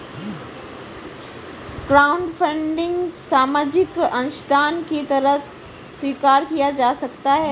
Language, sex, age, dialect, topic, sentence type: Hindi, female, 18-24, Marwari Dhudhari, banking, statement